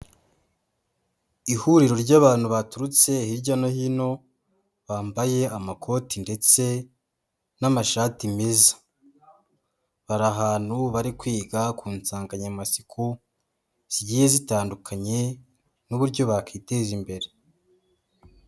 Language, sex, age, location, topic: Kinyarwanda, female, 18-24, Huye, education